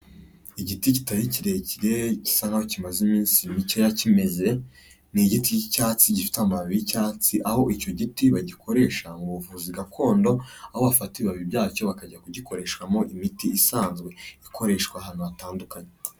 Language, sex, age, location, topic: Kinyarwanda, male, 25-35, Kigali, health